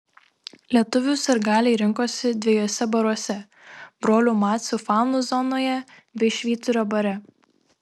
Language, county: Lithuanian, Šiauliai